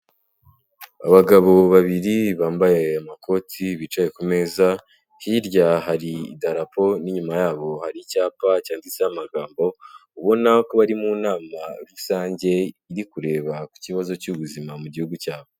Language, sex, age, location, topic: Kinyarwanda, male, 18-24, Kigali, health